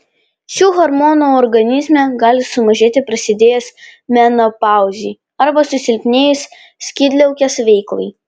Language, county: Lithuanian, Panevėžys